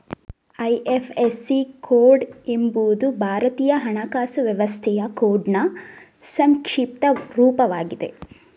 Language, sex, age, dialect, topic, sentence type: Kannada, female, 18-24, Mysore Kannada, banking, statement